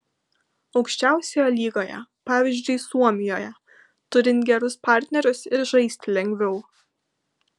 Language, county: Lithuanian, Kaunas